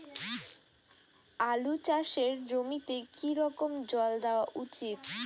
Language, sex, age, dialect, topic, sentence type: Bengali, female, 60-100, Rajbangshi, agriculture, question